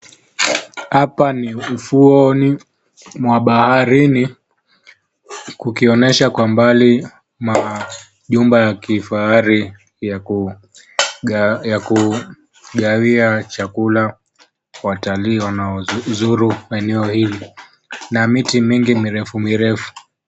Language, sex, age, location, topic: Swahili, male, 18-24, Mombasa, government